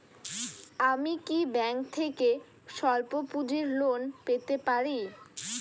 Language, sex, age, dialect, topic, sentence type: Bengali, female, 60-100, Rajbangshi, banking, question